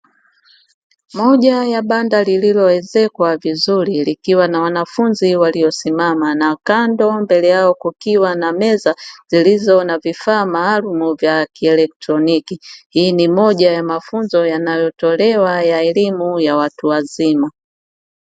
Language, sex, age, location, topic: Swahili, female, 36-49, Dar es Salaam, education